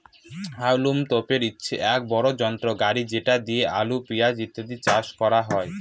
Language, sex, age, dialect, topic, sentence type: Bengali, male, 18-24, Northern/Varendri, agriculture, statement